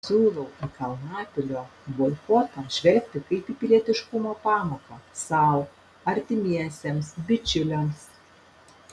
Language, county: Lithuanian, Panevėžys